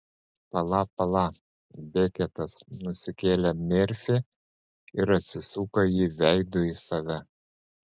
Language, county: Lithuanian, Panevėžys